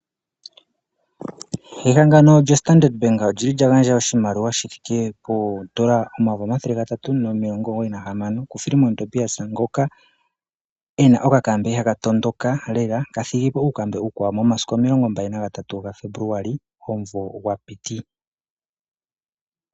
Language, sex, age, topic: Oshiwambo, male, 25-35, finance